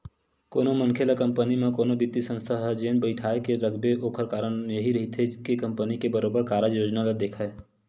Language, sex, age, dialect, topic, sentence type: Chhattisgarhi, male, 18-24, Western/Budati/Khatahi, banking, statement